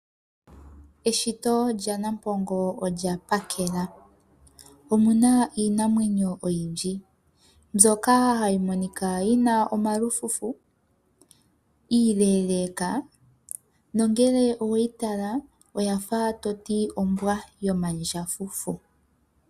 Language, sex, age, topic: Oshiwambo, female, 18-24, agriculture